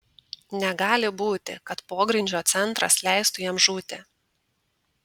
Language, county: Lithuanian, Tauragė